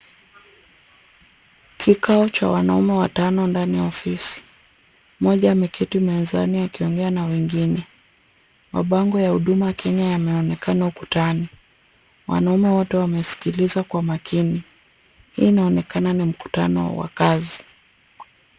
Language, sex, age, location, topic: Swahili, female, 36-49, Kisumu, government